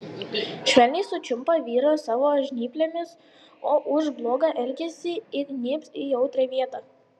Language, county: Lithuanian, Panevėžys